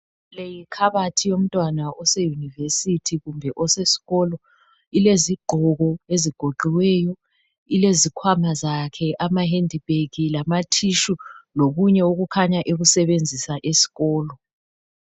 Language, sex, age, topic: North Ndebele, male, 36-49, education